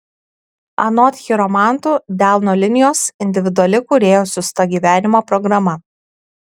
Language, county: Lithuanian, Kaunas